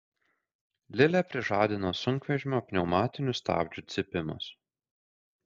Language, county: Lithuanian, Kaunas